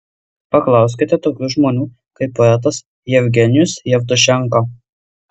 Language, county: Lithuanian, Marijampolė